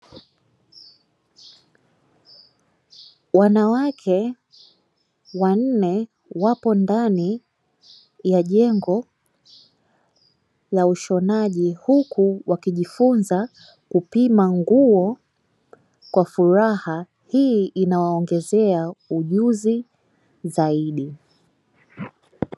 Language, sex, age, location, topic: Swahili, female, 25-35, Dar es Salaam, education